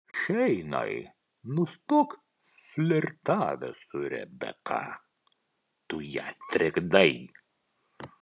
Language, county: Lithuanian, Kaunas